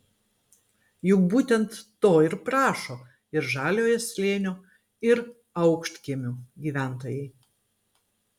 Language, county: Lithuanian, Klaipėda